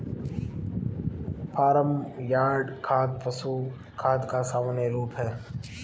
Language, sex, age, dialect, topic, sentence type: Hindi, female, 18-24, Marwari Dhudhari, agriculture, statement